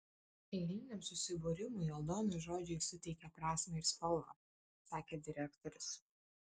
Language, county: Lithuanian, Kaunas